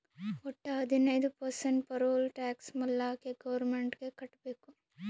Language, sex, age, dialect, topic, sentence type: Kannada, female, 18-24, Northeastern, banking, statement